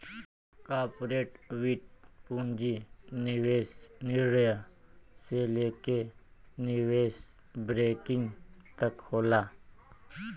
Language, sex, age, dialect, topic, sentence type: Bhojpuri, male, 18-24, Western, banking, statement